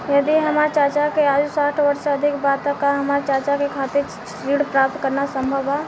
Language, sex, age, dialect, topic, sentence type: Bhojpuri, female, 18-24, Southern / Standard, banking, statement